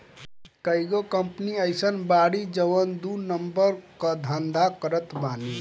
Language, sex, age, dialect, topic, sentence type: Bhojpuri, male, 18-24, Northern, banking, statement